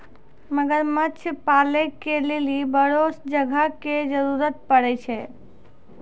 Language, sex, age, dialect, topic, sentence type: Maithili, female, 25-30, Angika, agriculture, statement